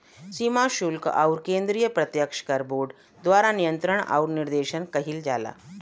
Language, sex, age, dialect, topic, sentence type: Bhojpuri, female, 36-40, Western, banking, statement